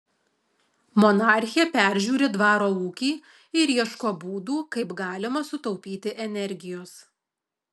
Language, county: Lithuanian, Alytus